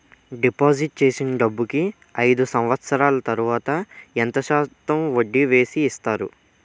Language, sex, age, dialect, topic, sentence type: Telugu, male, 18-24, Utterandhra, banking, question